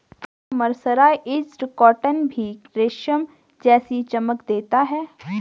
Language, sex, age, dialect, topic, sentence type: Hindi, female, 18-24, Garhwali, agriculture, statement